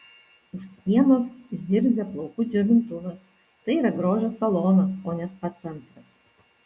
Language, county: Lithuanian, Vilnius